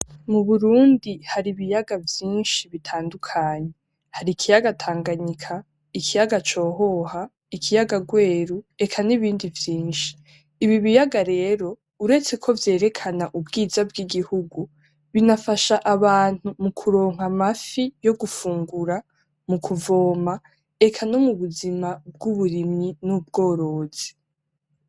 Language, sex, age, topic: Rundi, female, 18-24, agriculture